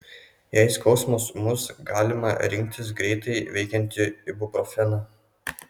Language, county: Lithuanian, Kaunas